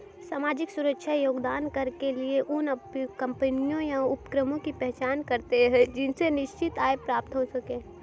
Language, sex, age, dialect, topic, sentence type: Hindi, female, 18-24, Hindustani Malvi Khadi Boli, banking, statement